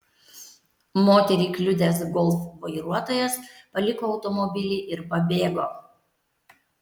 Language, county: Lithuanian, Tauragė